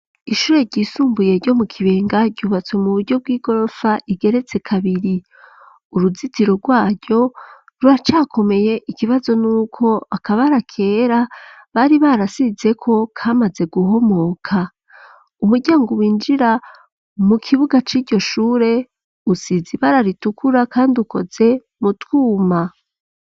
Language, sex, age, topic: Rundi, female, 25-35, education